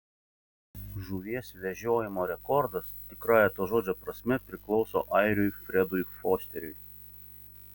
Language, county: Lithuanian, Vilnius